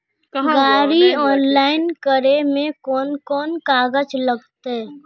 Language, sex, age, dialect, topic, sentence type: Magahi, female, 18-24, Northeastern/Surjapuri, agriculture, question